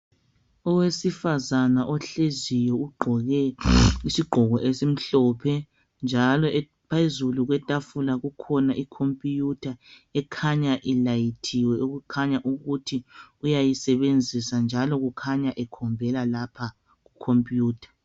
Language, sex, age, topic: North Ndebele, male, 36-49, health